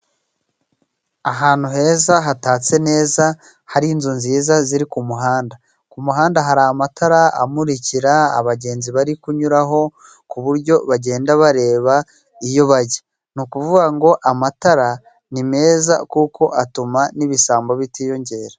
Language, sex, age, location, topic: Kinyarwanda, male, 25-35, Burera, government